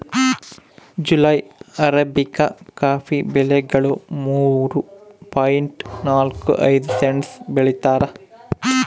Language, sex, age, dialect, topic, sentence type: Kannada, male, 25-30, Central, agriculture, statement